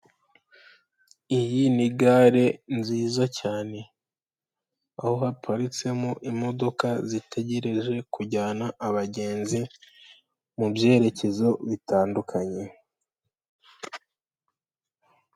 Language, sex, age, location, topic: Kinyarwanda, female, 18-24, Kigali, government